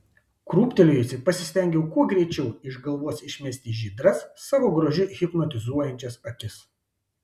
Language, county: Lithuanian, Šiauliai